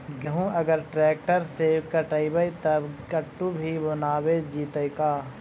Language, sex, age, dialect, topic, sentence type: Magahi, male, 25-30, Central/Standard, agriculture, question